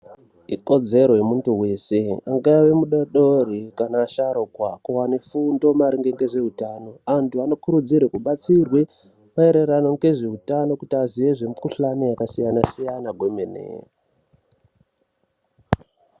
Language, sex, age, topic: Ndau, male, 18-24, health